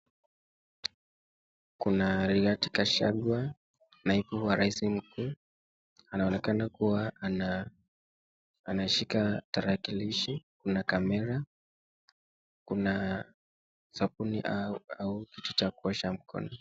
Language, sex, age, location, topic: Swahili, male, 18-24, Nakuru, government